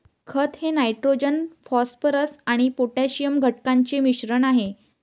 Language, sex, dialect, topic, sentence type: Marathi, female, Varhadi, agriculture, statement